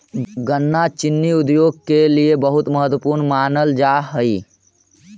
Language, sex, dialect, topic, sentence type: Magahi, male, Central/Standard, agriculture, statement